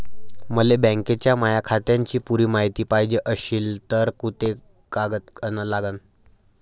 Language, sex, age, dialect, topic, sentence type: Marathi, male, 18-24, Varhadi, banking, question